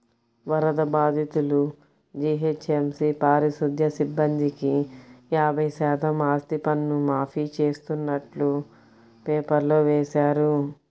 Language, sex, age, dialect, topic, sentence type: Telugu, female, 56-60, Central/Coastal, banking, statement